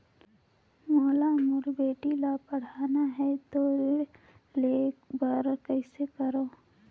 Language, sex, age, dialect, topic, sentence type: Chhattisgarhi, female, 18-24, Northern/Bhandar, banking, question